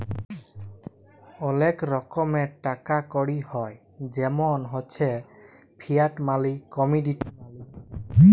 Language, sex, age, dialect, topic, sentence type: Bengali, male, 25-30, Jharkhandi, banking, statement